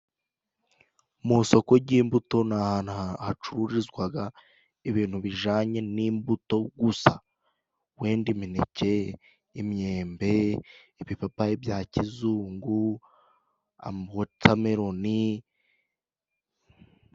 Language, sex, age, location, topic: Kinyarwanda, male, 25-35, Musanze, finance